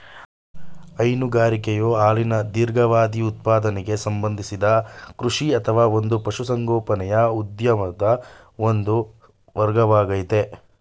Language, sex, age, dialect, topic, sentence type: Kannada, male, 18-24, Mysore Kannada, agriculture, statement